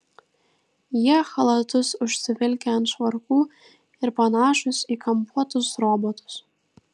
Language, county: Lithuanian, Vilnius